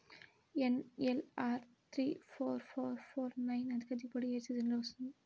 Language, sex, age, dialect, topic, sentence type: Telugu, female, 18-24, Central/Coastal, agriculture, question